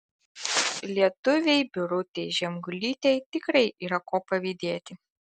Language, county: Lithuanian, Alytus